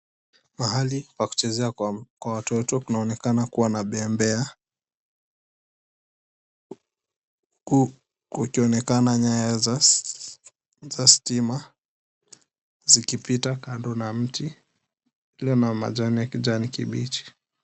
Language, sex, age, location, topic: Swahili, male, 18-24, Mombasa, education